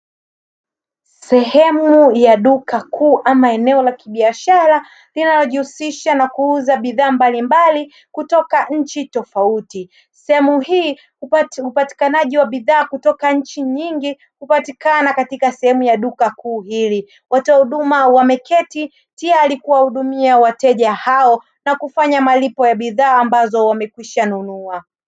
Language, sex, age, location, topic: Swahili, female, 25-35, Dar es Salaam, finance